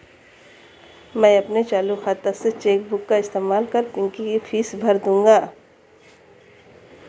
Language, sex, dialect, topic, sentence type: Hindi, female, Marwari Dhudhari, banking, statement